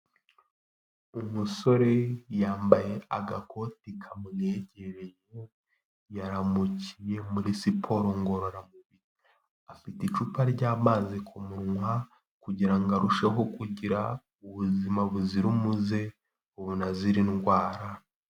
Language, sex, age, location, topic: Kinyarwanda, male, 18-24, Kigali, health